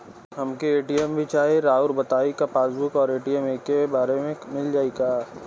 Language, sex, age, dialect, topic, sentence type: Bhojpuri, male, 18-24, Western, banking, question